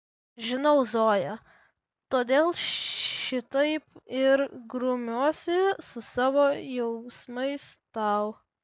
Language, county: Lithuanian, Vilnius